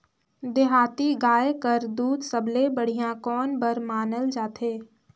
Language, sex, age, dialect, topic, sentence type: Chhattisgarhi, female, 18-24, Northern/Bhandar, agriculture, question